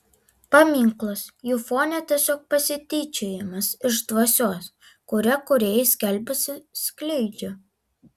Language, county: Lithuanian, Alytus